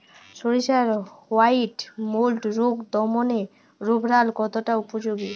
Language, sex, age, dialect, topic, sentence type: Bengali, female, <18, Jharkhandi, agriculture, question